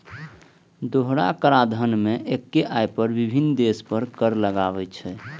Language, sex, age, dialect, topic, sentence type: Maithili, male, 18-24, Eastern / Thethi, banking, statement